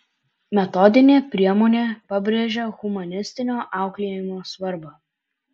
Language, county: Lithuanian, Alytus